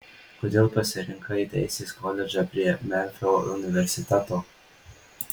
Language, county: Lithuanian, Marijampolė